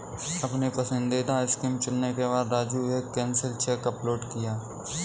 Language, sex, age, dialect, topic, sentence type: Hindi, male, 18-24, Kanauji Braj Bhasha, banking, statement